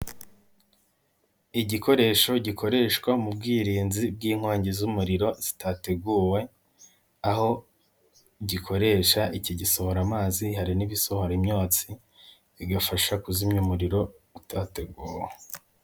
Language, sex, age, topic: Kinyarwanda, male, 18-24, government